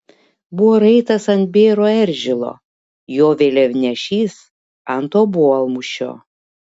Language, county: Lithuanian, Šiauliai